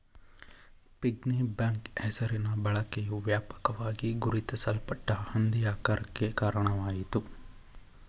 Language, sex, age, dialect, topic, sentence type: Kannada, male, 25-30, Mysore Kannada, banking, statement